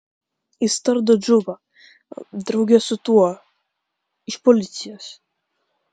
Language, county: Lithuanian, Klaipėda